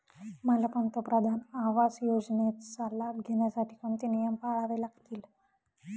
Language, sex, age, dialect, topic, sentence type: Marathi, female, 56-60, Northern Konkan, banking, question